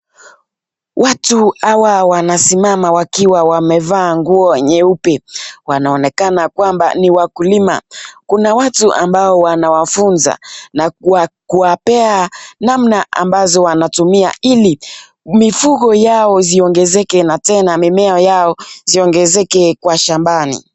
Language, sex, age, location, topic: Swahili, male, 25-35, Nakuru, health